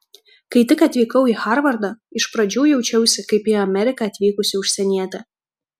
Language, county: Lithuanian, Kaunas